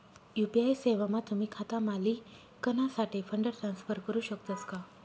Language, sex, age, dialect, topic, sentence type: Marathi, female, 18-24, Northern Konkan, banking, statement